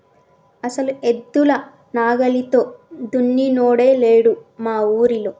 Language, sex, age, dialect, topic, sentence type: Telugu, female, 31-35, Telangana, agriculture, statement